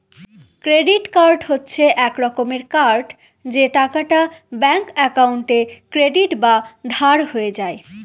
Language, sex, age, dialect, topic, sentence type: Bengali, female, 18-24, Northern/Varendri, banking, statement